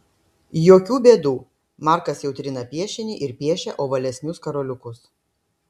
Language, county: Lithuanian, Klaipėda